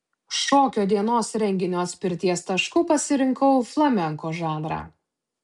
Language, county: Lithuanian, Utena